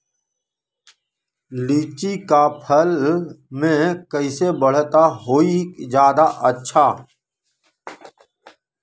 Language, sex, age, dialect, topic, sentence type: Magahi, male, 18-24, Western, agriculture, question